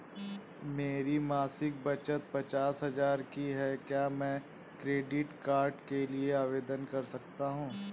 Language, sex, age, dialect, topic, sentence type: Hindi, male, 18-24, Awadhi Bundeli, banking, question